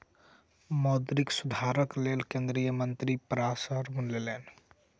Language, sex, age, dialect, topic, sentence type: Maithili, male, 18-24, Southern/Standard, banking, statement